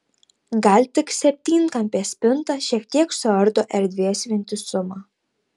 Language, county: Lithuanian, Tauragė